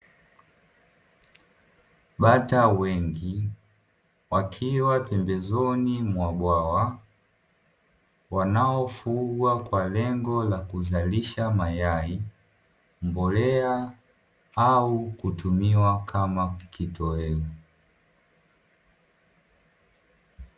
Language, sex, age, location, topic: Swahili, male, 18-24, Dar es Salaam, agriculture